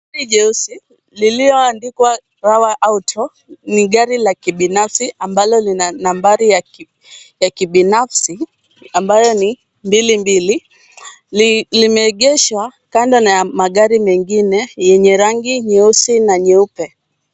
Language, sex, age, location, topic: Swahili, female, 18-24, Kisumu, finance